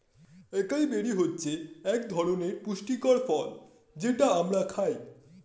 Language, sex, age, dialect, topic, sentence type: Bengali, male, 31-35, Standard Colloquial, agriculture, statement